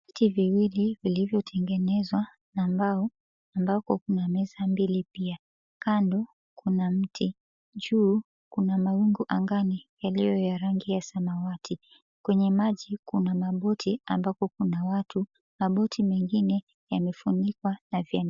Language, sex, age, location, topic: Swahili, female, 36-49, Mombasa, government